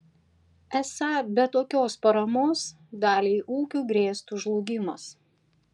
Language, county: Lithuanian, Panevėžys